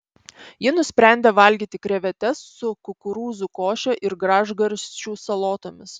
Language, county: Lithuanian, Panevėžys